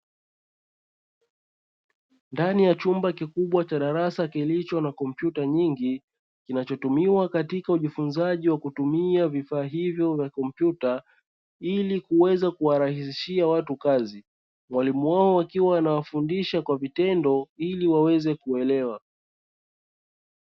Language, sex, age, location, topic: Swahili, male, 36-49, Dar es Salaam, education